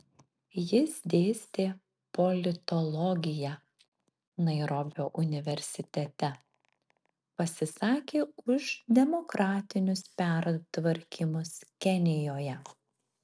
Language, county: Lithuanian, Marijampolė